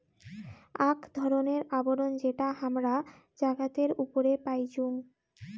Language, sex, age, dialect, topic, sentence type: Bengali, female, 18-24, Rajbangshi, agriculture, statement